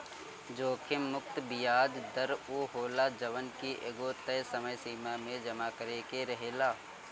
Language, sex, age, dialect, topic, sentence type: Bhojpuri, male, 18-24, Northern, banking, statement